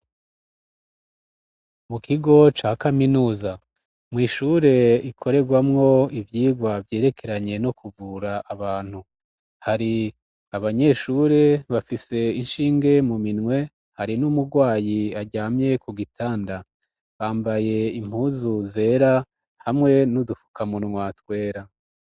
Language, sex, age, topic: Rundi, female, 36-49, education